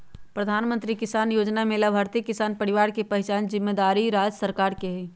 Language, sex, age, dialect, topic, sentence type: Magahi, female, 46-50, Western, agriculture, statement